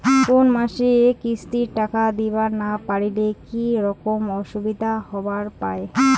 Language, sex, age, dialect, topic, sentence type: Bengali, female, 25-30, Rajbangshi, banking, question